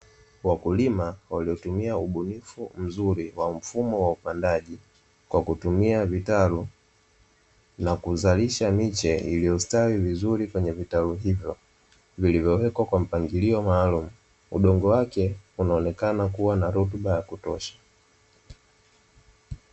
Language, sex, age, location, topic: Swahili, male, 18-24, Dar es Salaam, agriculture